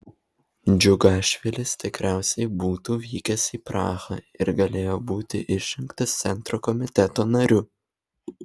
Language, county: Lithuanian, Vilnius